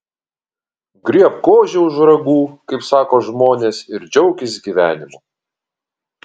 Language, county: Lithuanian, Kaunas